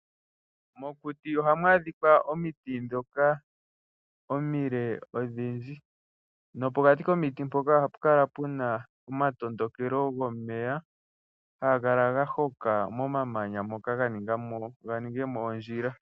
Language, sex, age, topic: Oshiwambo, male, 18-24, agriculture